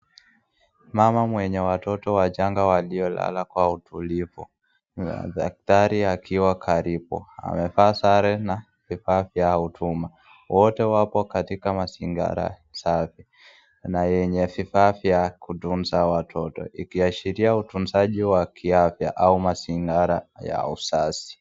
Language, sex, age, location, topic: Swahili, female, 18-24, Nakuru, health